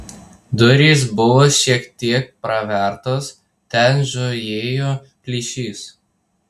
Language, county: Lithuanian, Tauragė